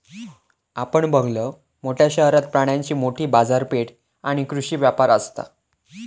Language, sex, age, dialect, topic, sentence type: Marathi, male, 18-24, Southern Konkan, agriculture, statement